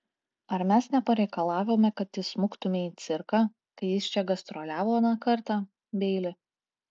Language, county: Lithuanian, Klaipėda